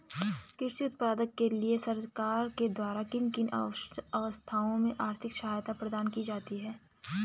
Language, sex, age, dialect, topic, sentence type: Hindi, female, 25-30, Garhwali, agriculture, question